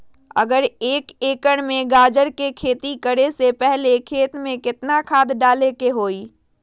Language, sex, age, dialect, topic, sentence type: Magahi, female, 25-30, Western, agriculture, question